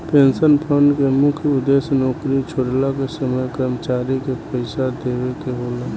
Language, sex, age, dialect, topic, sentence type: Bhojpuri, male, 18-24, Southern / Standard, banking, statement